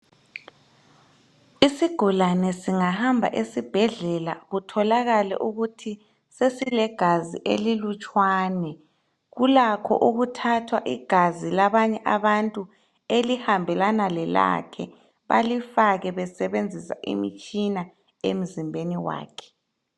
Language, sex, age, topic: North Ndebele, male, 25-35, health